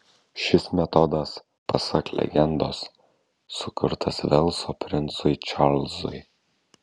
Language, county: Lithuanian, Kaunas